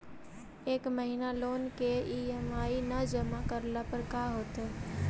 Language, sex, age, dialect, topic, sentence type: Magahi, female, 18-24, Central/Standard, banking, question